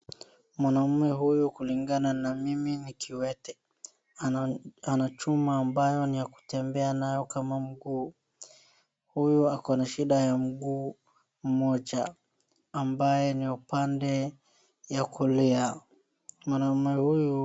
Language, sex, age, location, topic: Swahili, female, 25-35, Wajir, health